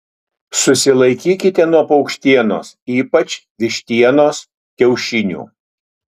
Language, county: Lithuanian, Utena